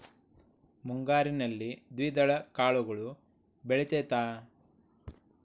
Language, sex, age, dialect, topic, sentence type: Kannada, male, 46-50, Dharwad Kannada, agriculture, question